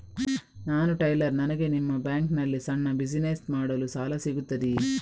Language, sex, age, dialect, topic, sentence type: Kannada, female, 25-30, Coastal/Dakshin, banking, question